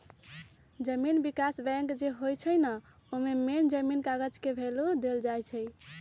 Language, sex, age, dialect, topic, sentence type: Magahi, female, 36-40, Western, banking, statement